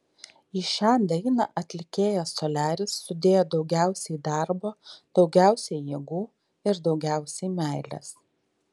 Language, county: Lithuanian, Vilnius